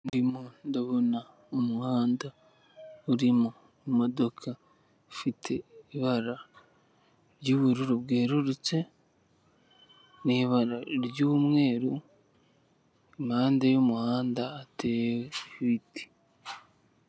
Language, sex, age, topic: Kinyarwanda, male, 18-24, government